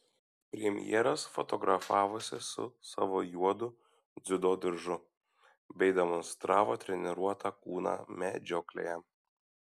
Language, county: Lithuanian, Šiauliai